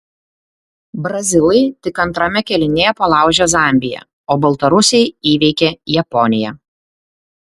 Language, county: Lithuanian, Klaipėda